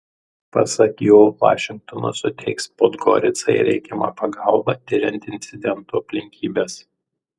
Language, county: Lithuanian, Tauragė